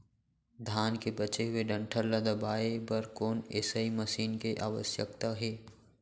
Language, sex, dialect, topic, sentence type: Chhattisgarhi, male, Central, agriculture, question